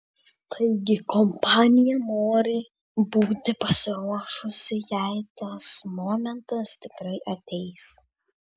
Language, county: Lithuanian, Vilnius